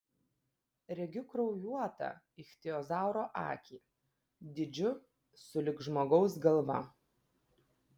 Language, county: Lithuanian, Vilnius